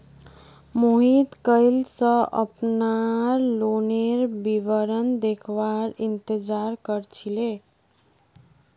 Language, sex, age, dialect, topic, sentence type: Magahi, female, 51-55, Northeastern/Surjapuri, banking, statement